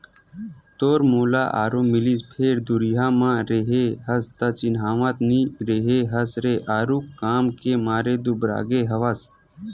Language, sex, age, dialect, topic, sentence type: Chhattisgarhi, male, 25-30, Western/Budati/Khatahi, agriculture, statement